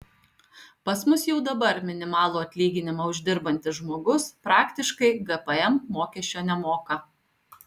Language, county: Lithuanian, Alytus